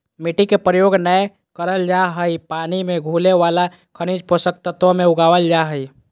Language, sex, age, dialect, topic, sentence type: Magahi, female, 18-24, Southern, agriculture, statement